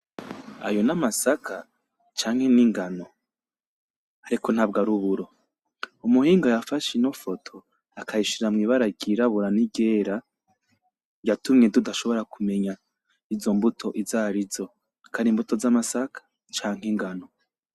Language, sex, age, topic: Rundi, male, 25-35, agriculture